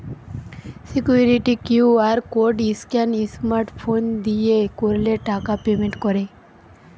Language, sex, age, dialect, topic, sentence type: Bengali, female, 18-24, Western, banking, statement